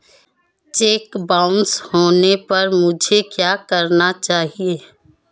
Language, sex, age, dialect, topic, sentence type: Hindi, female, 25-30, Marwari Dhudhari, banking, question